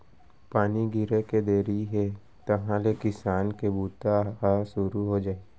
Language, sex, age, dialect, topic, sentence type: Chhattisgarhi, male, 25-30, Central, agriculture, statement